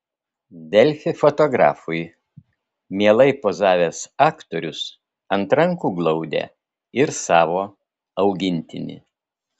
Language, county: Lithuanian, Vilnius